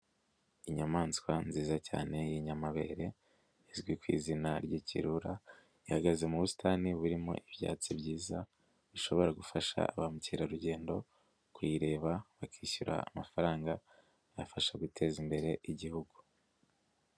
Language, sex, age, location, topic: Kinyarwanda, male, 18-24, Nyagatare, agriculture